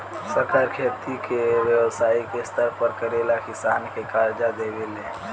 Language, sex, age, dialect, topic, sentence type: Bhojpuri, male, <18, Southern / Standard, agriculture, statement